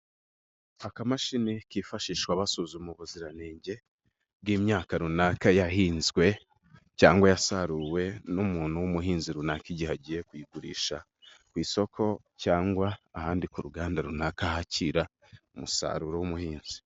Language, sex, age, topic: Kinyarwanda, male, 18-24, agriculture